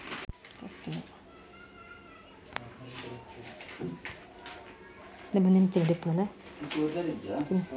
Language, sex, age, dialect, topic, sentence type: Kannada, female, 18-24, Coastal/Dakshin, banking, question